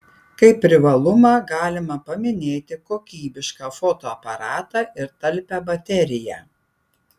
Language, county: Lithuanian, Panevėžys